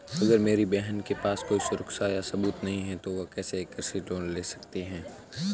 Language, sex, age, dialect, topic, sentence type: Hindi, male, 18-24, Marwari Dhudhari, agriculture, statement